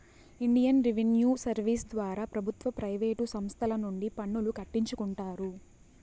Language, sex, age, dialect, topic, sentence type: Telugu, female, 18-24, Southern, banking, statement